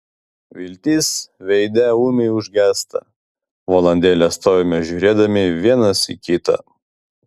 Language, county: Lithuanian, Vilnius